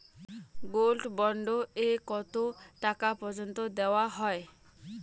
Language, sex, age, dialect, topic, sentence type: Bengali, female, 18-24, Rajbangshi, banking, question